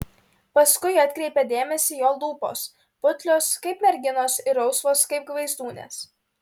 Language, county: Lithuanian, Klaipėda